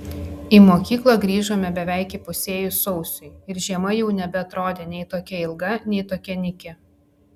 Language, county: Lithuanian, Klaipėda